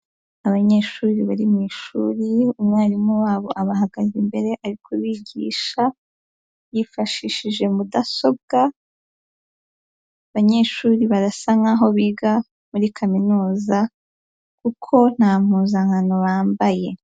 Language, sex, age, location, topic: Kinyarwanda, female, 18-24, Huye, education